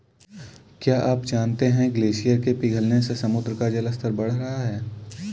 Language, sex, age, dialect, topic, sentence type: Hindi, male, 18-24, Kanauji Braj Bhasha, agriculture, statement